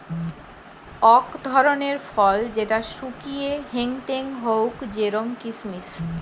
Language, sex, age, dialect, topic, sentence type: Bengali, female, 25-30, Western, agriculture, statement